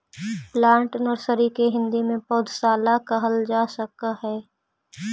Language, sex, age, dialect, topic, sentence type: Magahi, female, 18-24, Central/Standard, agriculture, statement